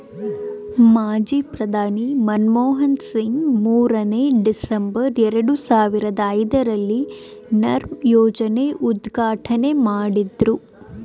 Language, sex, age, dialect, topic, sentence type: Kannada, female, 18-24, Mysore Kannada, banking, statement